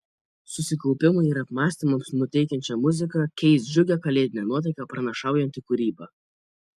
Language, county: Lithuanian, Kaunas